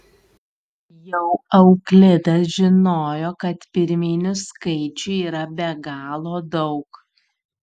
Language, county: Lithuanian, Utena